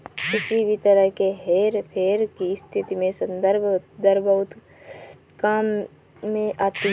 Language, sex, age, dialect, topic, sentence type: Hindi, female, 18-24, Awadhi Bundeli, banking, statement